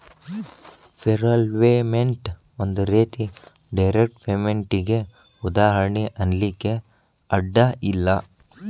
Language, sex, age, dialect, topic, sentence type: Kannada, male, 18-24, Dharwad Kannada, banking, statement